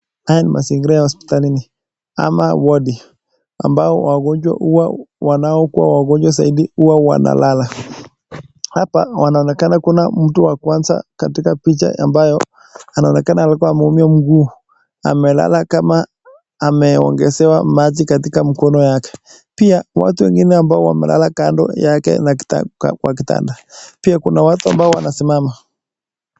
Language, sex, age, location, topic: Swahili, male, 18-24, Nakuru, health